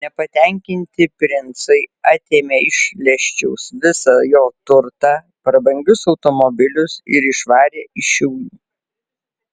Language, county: Lithuanian, Alytus